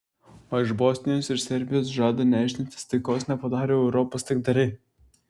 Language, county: Lithuanian, Klaipėda